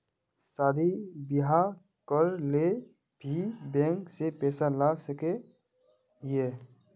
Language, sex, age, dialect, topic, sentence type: Magahi, male, 18-24, Northeastern/Surjapuri, banking, question